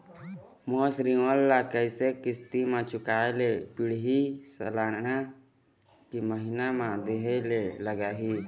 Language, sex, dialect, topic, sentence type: Chhattisgarhi, male, Eastern, banking, question